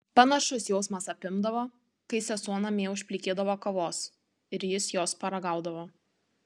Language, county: Lithuanian, Tauragė